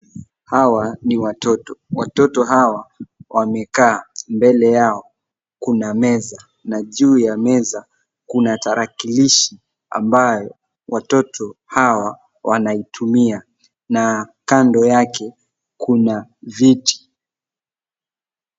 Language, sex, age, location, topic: Swahili, male, 18-24, Nairobi, education